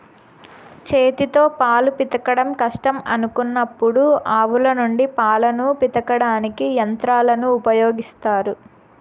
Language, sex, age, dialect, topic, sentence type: Telugu, female, 18-24, Southern, agriculture, statement